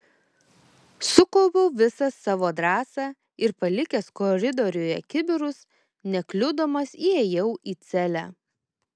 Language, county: Lithuanian, Kaunas